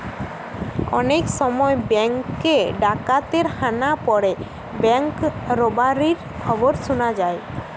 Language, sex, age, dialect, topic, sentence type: Bengali, female, 18-24, Western, banking, statement